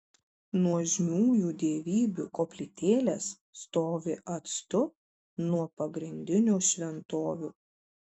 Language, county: Lithuanian, Šiauliai